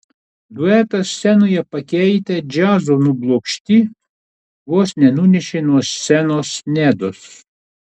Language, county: Lithuanian, Klaipėda